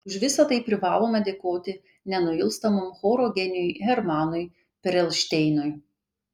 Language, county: Lithuanian, Kaunas